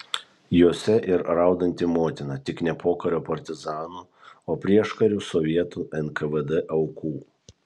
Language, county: Lithuanian, Kaunas